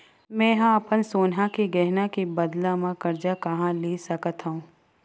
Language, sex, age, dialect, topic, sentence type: Chhattisgarhi, female, 18-24, Western/Budati/Khatahi, banking, statement